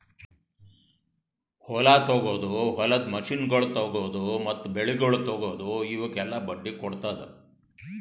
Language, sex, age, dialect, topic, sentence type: Kannada, male, 60-100, Northeastern, agriculture, statement